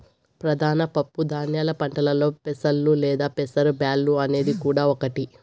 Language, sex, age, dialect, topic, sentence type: Telugu, male, 25-30, Southern, agriculture, statement